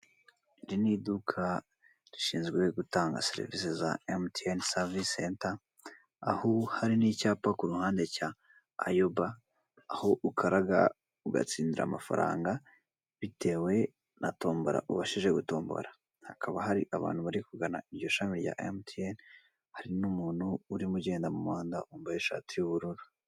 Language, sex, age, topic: Kinyarwanda, male, 18-24, finance